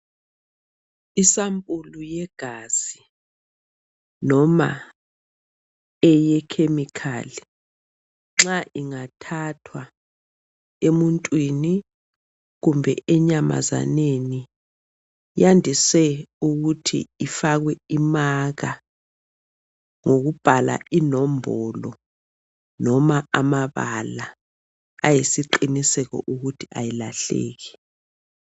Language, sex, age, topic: North Ndebele, male, 36-49, health